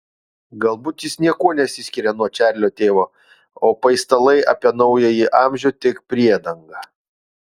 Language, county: Lithuanian, Utena